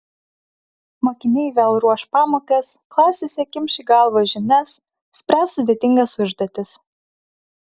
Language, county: Lithuanian, Vilnius